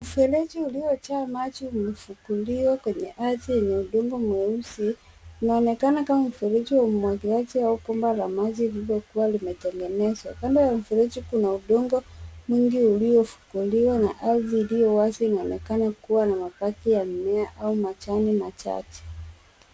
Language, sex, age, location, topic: Swahili, female, 36-49, Nairobi, government